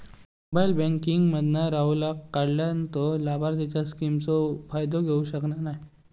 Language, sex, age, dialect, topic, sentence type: Marathi, male, 56-60, Southern Konkan, banking, statement